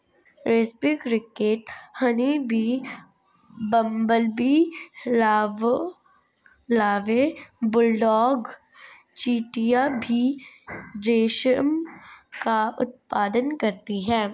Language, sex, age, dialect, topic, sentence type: Hindi, female, 51-55, Marwari Dhudhari, agriculture, statement